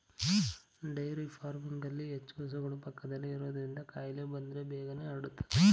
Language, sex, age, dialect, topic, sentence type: Kannada, male, 25-30, Mysore Kannada, agriculture, statement